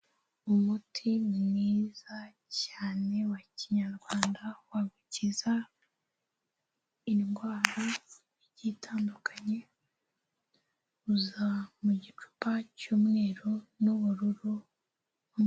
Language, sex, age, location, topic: Kinyarwanda, female, 36-49, Kigali, health